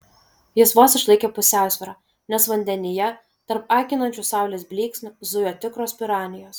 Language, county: Lithuanian, Vilnius